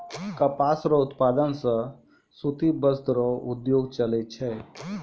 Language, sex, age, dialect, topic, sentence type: Maithili, male, 25-30, Angika, agriculture, statement